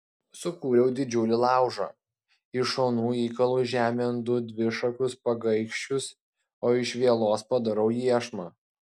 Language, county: Lithuanian, Klaipėda